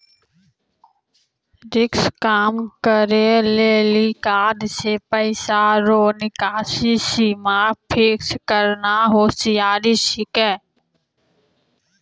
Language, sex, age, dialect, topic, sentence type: Maithili, female, 18-24, Angika, banking, statement